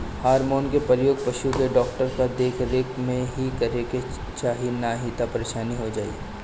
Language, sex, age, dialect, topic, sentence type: Bhojpuri, male, 25-30, Northern, agriculture, statement